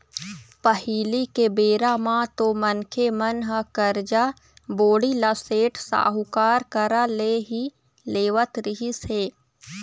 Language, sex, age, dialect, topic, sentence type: Chhattisgarhi, female, 60-100, Eastern, banking, statement